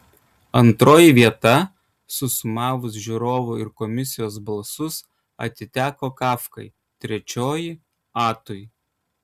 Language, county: Lithuanian, Kaunas